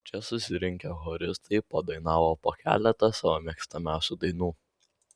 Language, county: Lithuanian, Vilnius